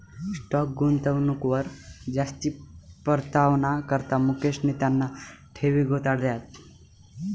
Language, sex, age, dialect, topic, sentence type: Marathi, male, 18-24, Northern Konkan, banking, statement